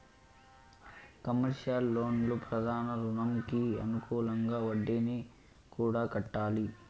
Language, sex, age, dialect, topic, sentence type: Telugu, male, 18-24, Southern, banking, statement